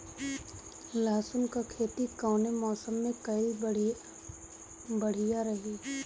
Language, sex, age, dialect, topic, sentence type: Bhojpuri, female, 25-30, Northern, agriculture, question